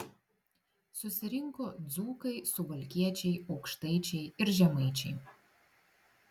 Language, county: Lithuanian, Klaipėda